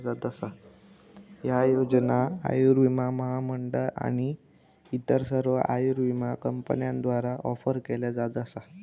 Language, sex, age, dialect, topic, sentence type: Marathi, male, 18-24, Southern Konkan, banking, statement